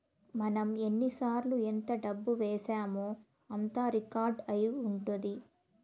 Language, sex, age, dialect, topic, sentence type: Telugu, female, 18-24, Southern, banking, statement